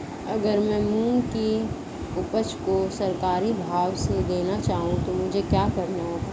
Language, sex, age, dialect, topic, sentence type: Hindi, female, 31-35, Marwari Dhudhari, agriculture, question